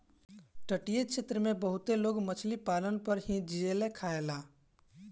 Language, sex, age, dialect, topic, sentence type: Bhojpuri, male, 18-24, Northern, agriculture, statement